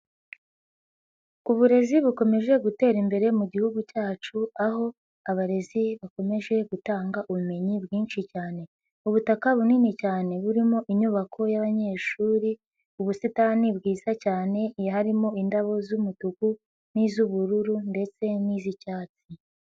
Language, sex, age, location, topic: Kinyarwanda, female, 50+, Nyagatare, education